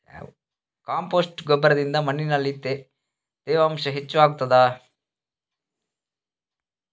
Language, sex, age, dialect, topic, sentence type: Kannada, male, 36-40, Coastal/Dakshin, agriculture, question